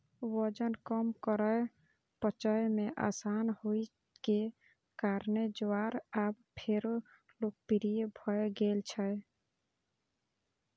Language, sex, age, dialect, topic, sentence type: Maithili, female, 25-30, Eastern / Thethi, agriculture, statement